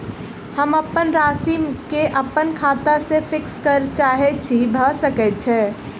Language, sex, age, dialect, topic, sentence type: Maithili, female, 18-24, Southern/Standard, banking, question